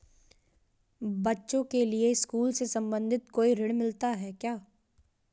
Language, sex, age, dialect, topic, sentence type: Hindi, female, 18-24, Marwari Dhudhari, banking, question